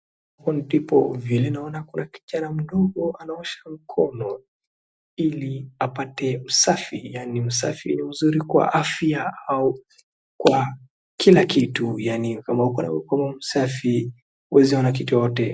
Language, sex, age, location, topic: Swahili, male, 36-49, Wajir, health